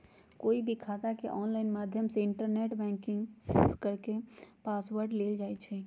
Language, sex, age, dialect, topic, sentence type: Magahi, female, 31-35, Western, banking, statement